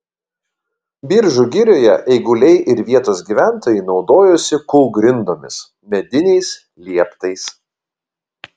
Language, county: Lithuanian, Kaunas